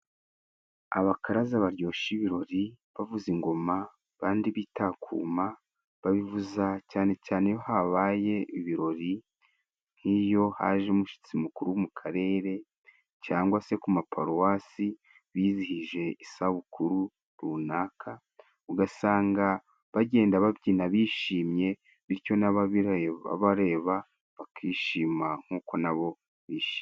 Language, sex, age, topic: Kinyarwanda, male, 36-49, government